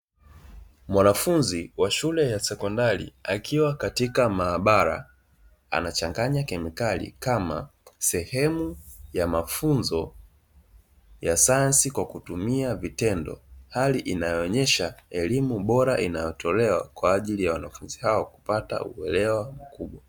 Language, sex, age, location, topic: Swahili, male, 25-35, Dar es Salaam, education